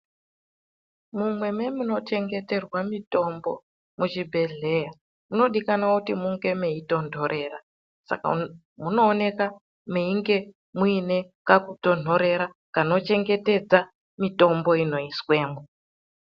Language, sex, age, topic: Ndau, female, 36-49, health